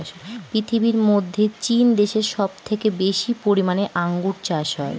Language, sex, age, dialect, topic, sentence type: Bengali, female, 18-24, Northern/Varendri, agriculture, statement